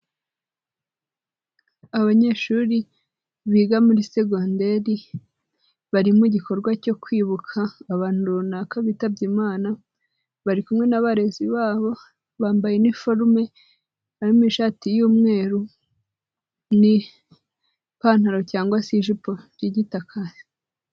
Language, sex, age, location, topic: Kinyarwanda, female, 25-35, Nyagatare, education